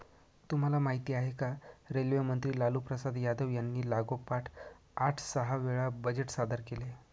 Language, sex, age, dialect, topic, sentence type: Marathi, male, 25-30, Northern Konkan, banking, statement